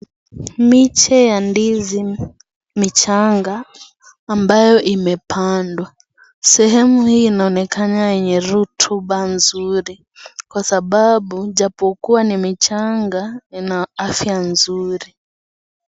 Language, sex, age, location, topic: Swahili, female, 18-24, Kisii, agriculture